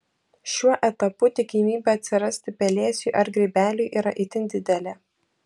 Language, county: Lithuanian, Vilnius